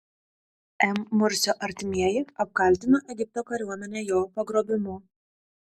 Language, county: Lithuanian, Kaunas